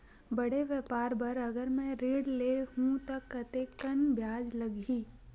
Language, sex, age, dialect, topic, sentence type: Chhattisgarhi, female, 60-100, Western/Budati/Khatahi, banking, question